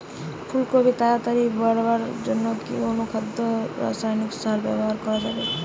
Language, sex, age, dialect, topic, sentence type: Bengali, female, 18-24, Western, agriculture, question